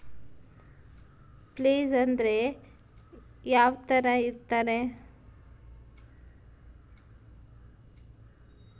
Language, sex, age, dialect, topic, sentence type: Kannada, female, 46-50, Central, agriculture, question